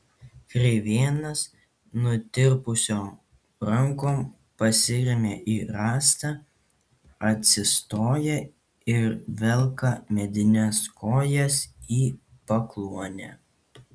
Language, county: Lithuanian, Kaunas